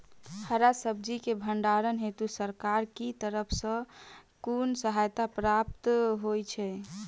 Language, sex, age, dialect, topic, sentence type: Maithili, female, 18-24, Southern/Standard, agriculture, question